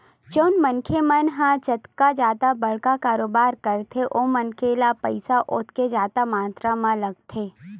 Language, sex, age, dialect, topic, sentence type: Chhattisgarhi, female, 18-24, Western/Budati/Khatahi, banking, statement